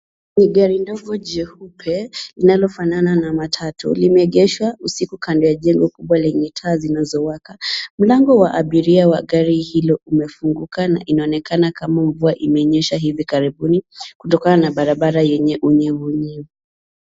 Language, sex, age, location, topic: Swahili, female, 25-35, Nairobi, finance